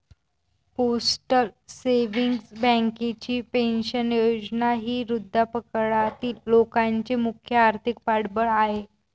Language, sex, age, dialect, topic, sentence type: Marathi, female, 18-24, Varhadi, banking, statement